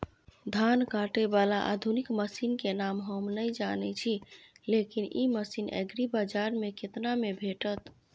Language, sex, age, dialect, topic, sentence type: Maithili, female, 41-45, Bajjika, agriculture, question